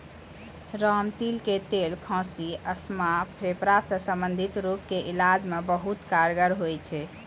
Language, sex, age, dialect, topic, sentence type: Maithili, female, 31-35, Angika, agriculture, statement